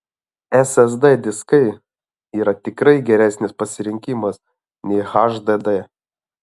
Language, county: Lithuanian, Alytus